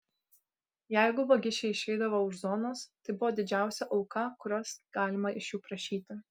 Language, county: Lithuanian, Kaunas